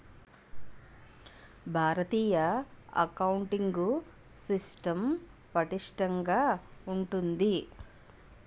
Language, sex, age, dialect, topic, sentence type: Telugu, female, 41-45, Utterandhra, banking, statement